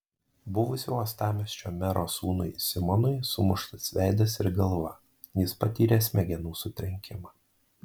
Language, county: Lithuanian, Marijampolė